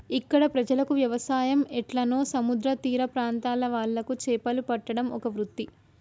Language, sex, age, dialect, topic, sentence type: Telugu, female, 18-24, Telangana, agriculture, statement